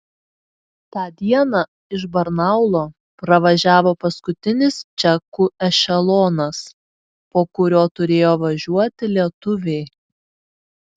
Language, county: Lithuanian, Šiauliai